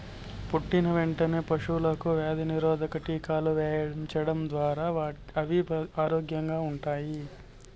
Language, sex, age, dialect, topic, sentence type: Telugu, male, 25-30, Southern, agriculture, statement